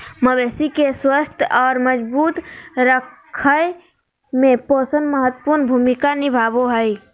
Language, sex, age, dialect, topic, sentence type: Magahi, female, 46-50, Southern, agriculture, statement